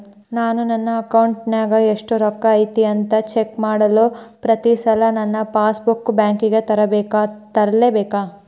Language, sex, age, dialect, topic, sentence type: Kannada, female, 18-24, Central, banking, question